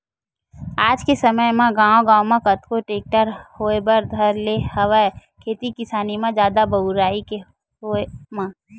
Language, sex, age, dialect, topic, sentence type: Chhattisgarhi, female, 18-24, Western/Budati/Khatahi, agriculture, statement